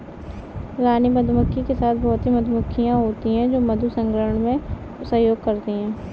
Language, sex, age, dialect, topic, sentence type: Hindi, female, 18-24, Kanauji Braj Bhasha, agriculture, statement